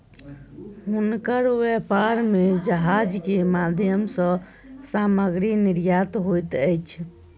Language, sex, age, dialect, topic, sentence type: Maithili, female, 18-24, Southern/Standard, banking, statement